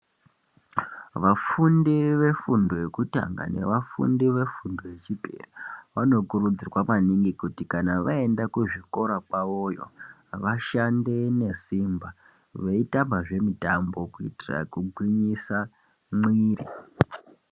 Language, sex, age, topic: Ndau, male, 25-35, education